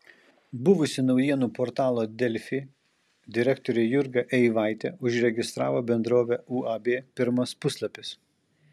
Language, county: Lithuanian, Kaunas